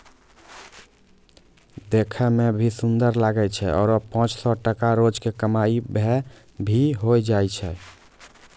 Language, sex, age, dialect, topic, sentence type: Maithili, male, 18-24, Angika, agriculture, statement